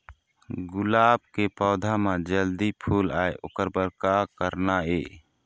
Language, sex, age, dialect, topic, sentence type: Chhattisgarhi, male, 25-30, Eastern, agriculture, question